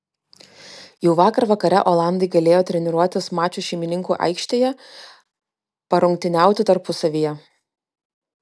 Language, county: Lithuanian, Klaipėda